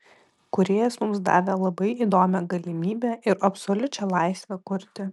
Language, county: Lithuanian, Vilnius